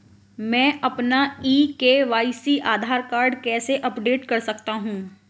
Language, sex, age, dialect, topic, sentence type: Hindi, female, 18-24, Hindustani Malvi Khadi Boli, banking, question